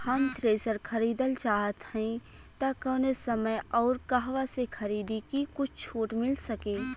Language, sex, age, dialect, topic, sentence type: Bhojpuri, female, 18-24, Western, agriculture, question